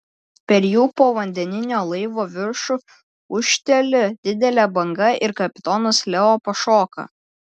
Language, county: Lithuanian, Klaipėda